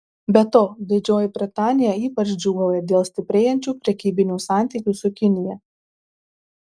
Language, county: Lithuanian, Marijampolė